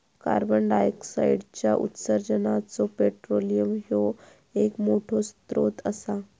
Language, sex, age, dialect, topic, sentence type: Marathi, female, 31-35, Southern Konkan, agriculture, statement